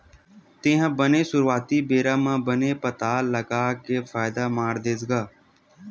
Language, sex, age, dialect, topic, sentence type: Chhattisgarhi, male, 25-30, Western/Budati/Khatahi, agriculture, statement